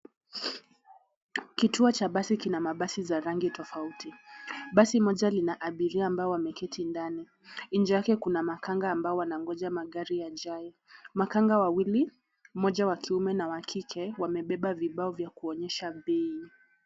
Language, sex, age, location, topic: Swahili, female, 25-35, Nairobi, government